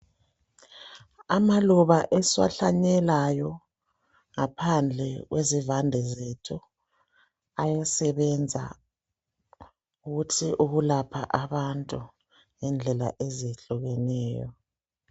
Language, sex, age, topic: North Ndebele, female, 36-49, health